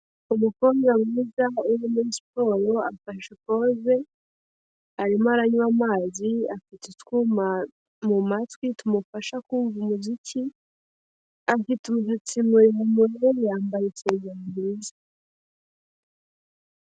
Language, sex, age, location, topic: Kinyarwanda, female, 18-24, Kigali, health